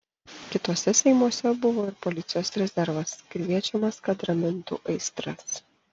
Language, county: Lithuanian, Panevėžys